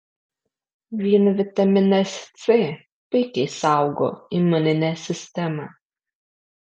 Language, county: Lithuanian, Alytus